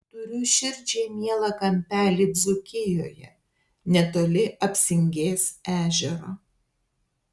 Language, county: Lithuanian, Telšiai